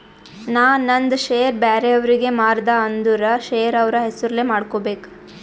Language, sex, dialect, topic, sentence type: Kannada, female, Northeastern, banking, statement